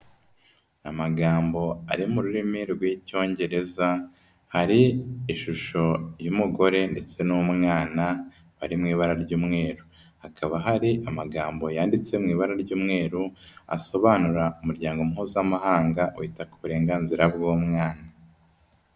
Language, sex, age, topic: Kinyarwanda, female, 18-24, health